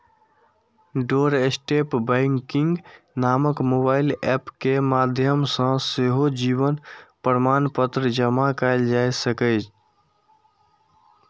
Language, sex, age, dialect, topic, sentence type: Maithili, male, 51-55, Eastern / Thethi, banking, statement